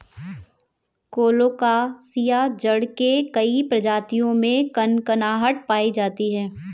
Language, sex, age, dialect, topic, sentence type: Hindi, female, 18-24, Kanauji Braj Bhasha, agriculture, statement